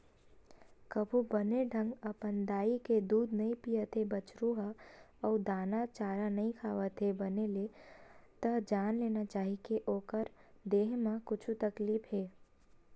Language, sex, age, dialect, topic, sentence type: Chhattisgarhi, female, 18-24, Western/Budati/Khatahi, agriculture, statement